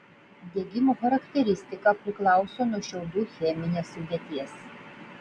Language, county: Lithuanian, Vilnius